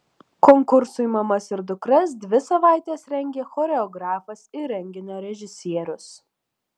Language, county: Lithuanian, Alytus